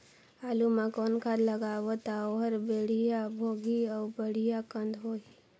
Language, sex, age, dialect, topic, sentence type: Chhattisgarhi, female, 41-45, Northern/Bhandar, agriculture, question